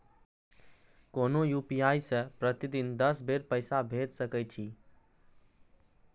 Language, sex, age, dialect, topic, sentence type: Maithili, male, 18-24, Eastern / Thethi, banking, statement